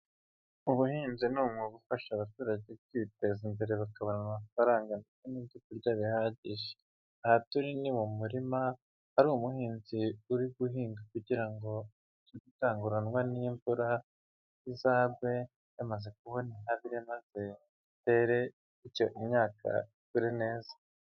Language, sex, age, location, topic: Kinyarwanda, male, 25-35, Huye, agriculture